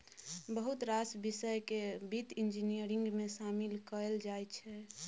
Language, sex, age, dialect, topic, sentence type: Maithili, female, 18-24, Bajjika, banking, statement